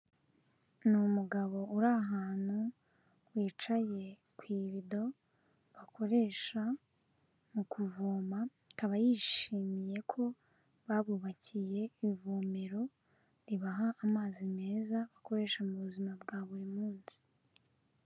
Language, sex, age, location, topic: Kinyarwanda, female, 18-24, Kigali, health